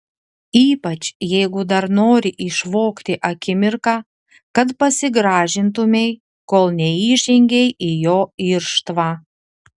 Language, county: Lithuanian, Telšiai